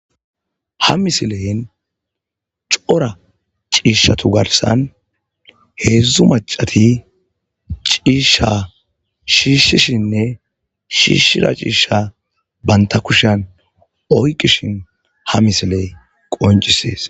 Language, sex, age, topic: Gamo, male, 25-35, agriculture